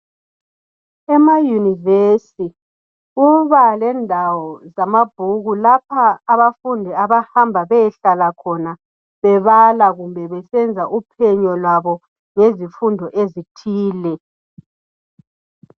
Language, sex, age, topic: North Ndebele, male, 18-24, education